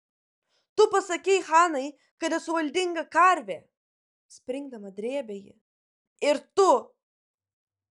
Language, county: Lithuanian, Klaipėda